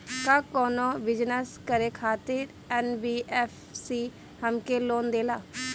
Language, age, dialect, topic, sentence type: Bhojpuri, 18-24, Northern, banking, question